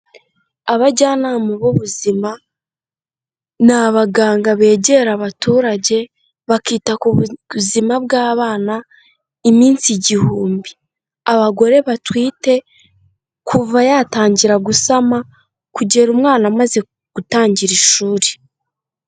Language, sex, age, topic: Kinyarwanda, female, 18-24, health